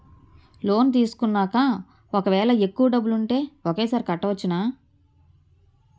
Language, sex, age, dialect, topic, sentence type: Telugu, female, 31-35, Utterandhra, banking, question